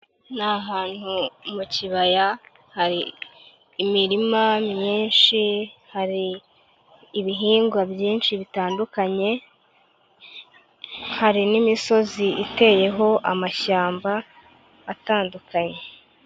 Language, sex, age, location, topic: Kinyarwanda, female, 18-24, Nyagatare, agriculture